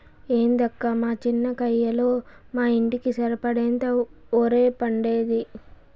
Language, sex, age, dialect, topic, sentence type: Telugu, female, 18-24, Southern, agriculture, statement